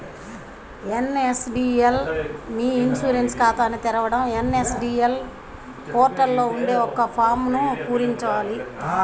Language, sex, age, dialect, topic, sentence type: Telugu, male, 51-55, Central/Coastal, banking, statement